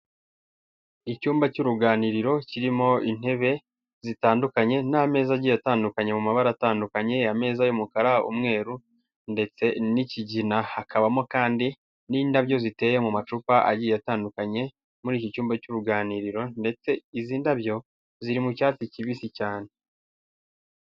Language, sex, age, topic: Kinyarwanda, male, 18-24, health